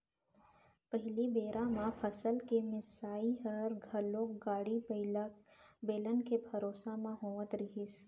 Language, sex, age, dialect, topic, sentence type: Chhattisgarhi, female, 18-24, Central, agriculture, statement